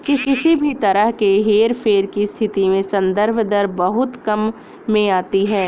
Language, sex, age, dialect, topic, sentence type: Hindi, female, 25-30, Awadhi Bundeli, banking, statement